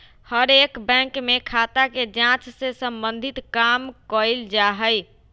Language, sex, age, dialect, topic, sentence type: Magahi, female, 25-30, Western, banking, statement